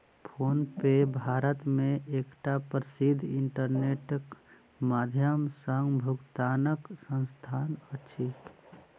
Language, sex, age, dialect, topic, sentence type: Maithili, male, 25-30, Southern/Standard, banking, statement